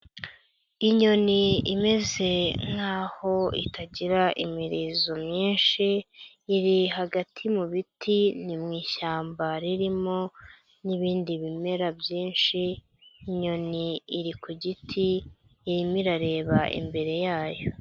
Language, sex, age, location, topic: Kinyarwanda, female, 25-35, Huye, agriculture